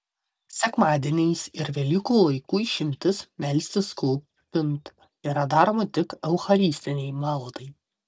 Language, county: Lithuanian, Vilnius